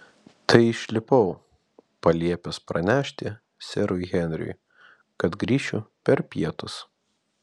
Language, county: Lithuanian, Vilnius